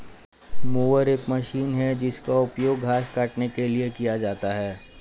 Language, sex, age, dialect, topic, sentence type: Hindi, male, 25-30, Hindustani Malvi Khadi Boli, agriculture, statement